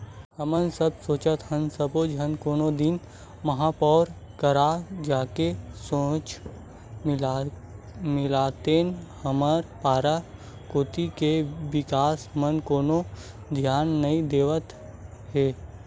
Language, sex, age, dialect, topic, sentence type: Chhattisgarhi, male, 18-24, Western/Budati/Khatahi, banking, statement